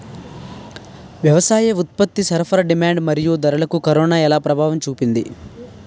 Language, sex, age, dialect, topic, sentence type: Telugu, male, 18-24, Utterandhra, agriculture, question